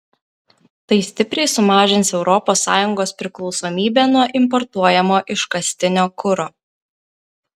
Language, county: Lithuanian, Kaunas